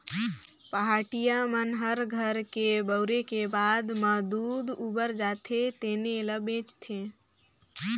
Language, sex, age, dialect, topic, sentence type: Chhattisgarhi, female, 18-24, Northern/Bhandar, agriculture, statement